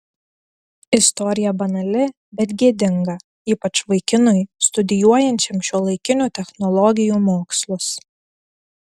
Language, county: Lithuanian, Telšiai